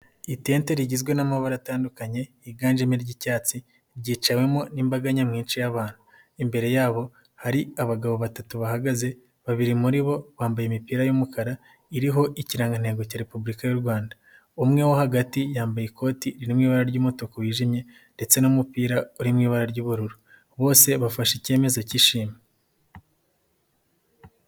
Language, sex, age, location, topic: Kinyarwanda, male, 18-24, Nyagatare, finance